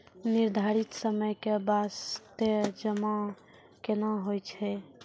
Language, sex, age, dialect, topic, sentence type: Maithili, female, 18-24, Angika, banking, question